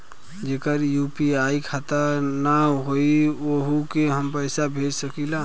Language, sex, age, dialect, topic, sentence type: Bhojpuri, male, 25-30, Western, banking, question